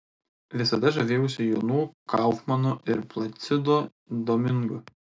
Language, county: Lithuanian, Telšiai